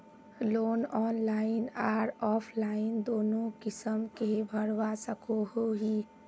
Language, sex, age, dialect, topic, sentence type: Magahi, female, 25-30, Northeastern/Surjapuri, banking, question